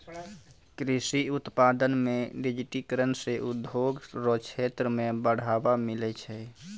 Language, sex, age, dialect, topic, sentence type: Maithili, female, 25-30, Angika, agriculture, statement